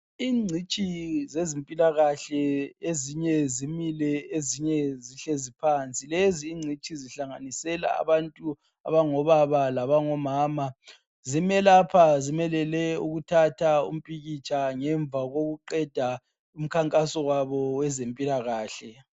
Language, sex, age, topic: North Ndebele, female, 18-24, health